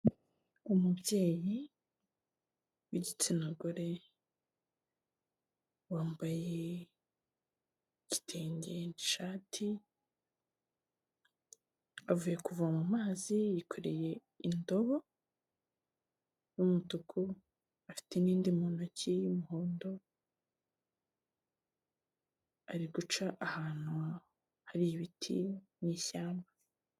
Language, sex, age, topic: Kinyarwanda, female, 18-24, health